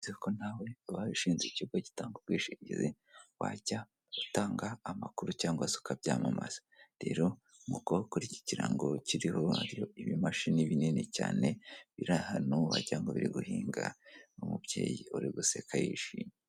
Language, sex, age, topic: Kinyarwanda, male, 18-24, finance